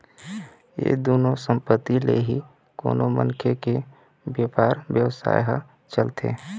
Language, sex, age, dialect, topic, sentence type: Chhattisgarhi, male, 25-30, Eastern, banking, statement